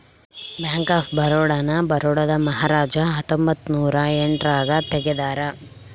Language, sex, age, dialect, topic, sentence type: Kannada, female, 25-30, Central, banking, statement